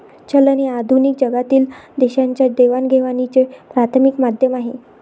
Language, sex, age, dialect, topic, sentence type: Marathi, female, 25-30, Varhadi, banking, statement